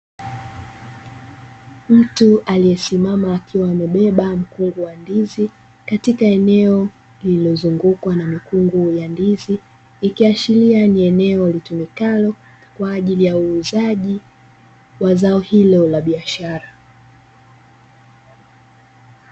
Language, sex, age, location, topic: Swahili, female, 18-24, Dar es Salaam, agriculture